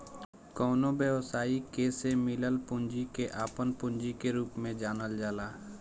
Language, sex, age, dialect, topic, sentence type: Bhojpuri, male, 18-24, Southern / Standard, banking, statement